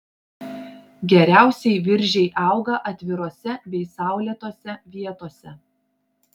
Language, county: Lithuanian, Klaipėda